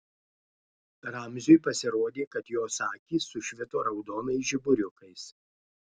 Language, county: Lithuanian, Klaipėda